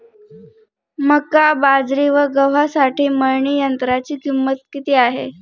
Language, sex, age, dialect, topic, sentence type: Marathi, female, 31-35, Northern Konkan, agriculture, question